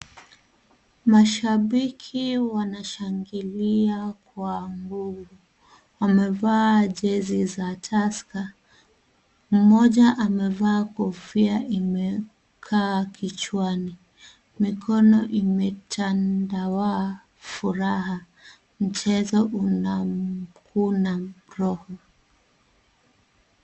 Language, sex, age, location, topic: Swahili, female, 18-24, Kisumu, government